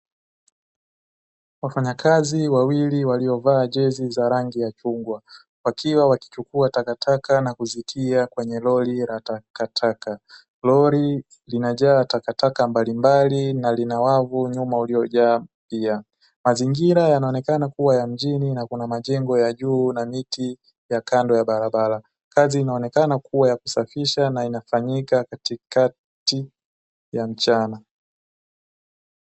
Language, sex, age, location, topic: Swahili, male, 18-24, Dar es Salaam, government